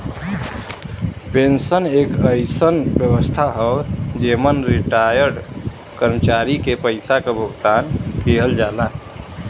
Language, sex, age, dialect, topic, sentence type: Bhojpuri, male, 25-30, Western, banking, statement